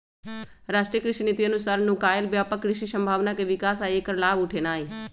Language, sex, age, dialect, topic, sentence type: Magahi, female, 25-30, Western, agriculture, statement